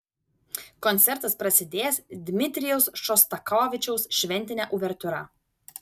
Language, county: Lithuanian, Vilnius